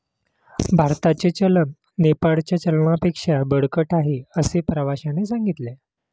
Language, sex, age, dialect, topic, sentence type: Marathi, male, 31-35, Standard Marathi, banking, statement